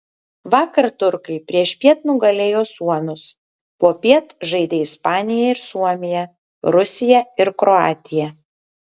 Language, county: Lithuanian, Kaunas